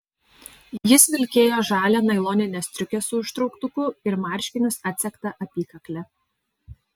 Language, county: Lithuanian, Alytus